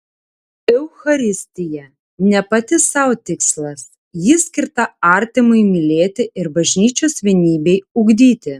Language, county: Lithuanian, Tauragė